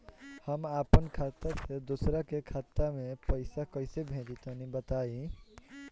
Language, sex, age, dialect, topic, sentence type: Bhojpuri, male, 18-24, Northern, banking, question